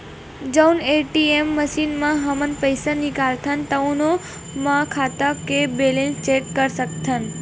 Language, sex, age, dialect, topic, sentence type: Chhattisgarhi, female, 18-24, Western/Budati/Khatahi, banking, statement